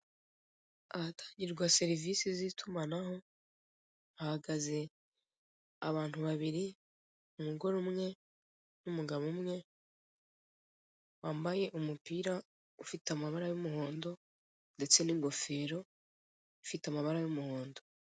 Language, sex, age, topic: Kinyarwanda, female, 25-35, finance